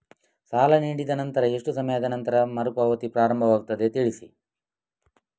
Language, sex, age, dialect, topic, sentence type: Kannada, male, 25-30, Coastal/Dakshin, banking, question